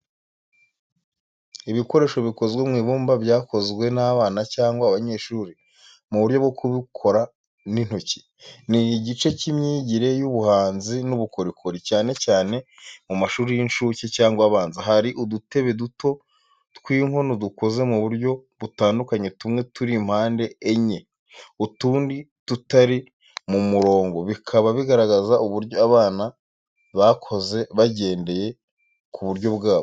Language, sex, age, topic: Kinyarwanda, male, 25-35, education